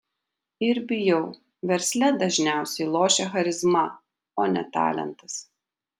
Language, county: Lithuanian, Kaunas